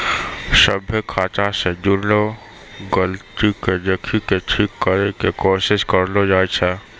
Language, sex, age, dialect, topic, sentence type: Maithili, male, 60-100, Angika, banking, statement